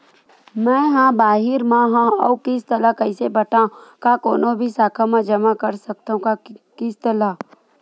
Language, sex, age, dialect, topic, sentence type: Chhattisgarhi, female, 51-55, Western/Budati/Khatahi, banking, question